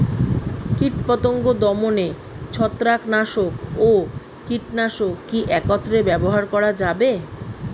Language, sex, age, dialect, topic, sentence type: Bengali, female, 36-40, Rajbangshi, agriculture, question